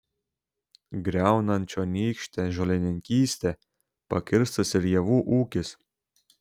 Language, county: Lithuanian, Šiauliai